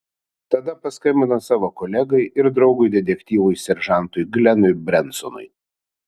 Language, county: Lithuanian, Vilnius